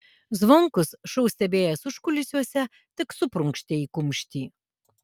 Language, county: Lithuanian, Alytus